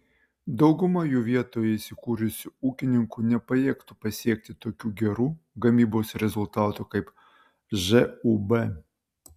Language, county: Lithuanian, Utena